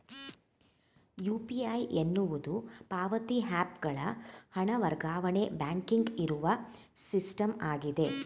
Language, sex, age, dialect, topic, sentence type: Kannada, female, 46-50, Mysore Kannada, banking, statement